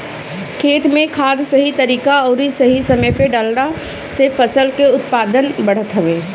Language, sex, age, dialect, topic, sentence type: Bhojpuri, female, 31-35, Northern, agriculture, statement